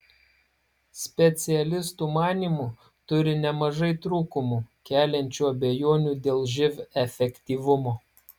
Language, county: Lithuanian, Klaipėda